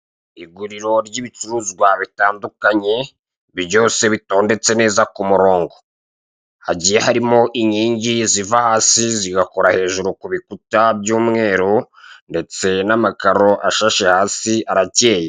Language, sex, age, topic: Kinyarwanda, male, 36-49, finance